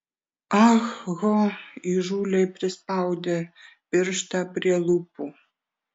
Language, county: Lithuanian, Vilnius